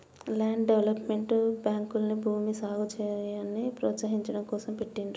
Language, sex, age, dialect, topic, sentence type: Telugu, male, 25-30, Telangana, banking, statement